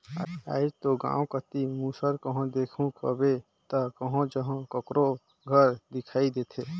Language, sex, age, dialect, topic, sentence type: Chhattisgarhi, male, 18-24, Northern/Bhandar, agriculture, statement